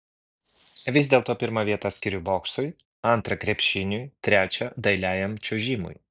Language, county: Lithuanian, Vilnius